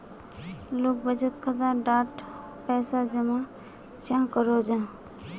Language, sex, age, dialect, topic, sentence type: Magahi, female, 25-30, Northeastern/Surjapuri, banking, question